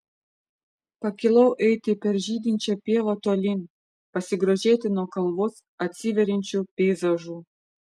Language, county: Lithuanian, Vilnius